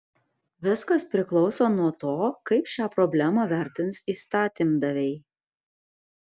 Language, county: Lithuanian, Kaunas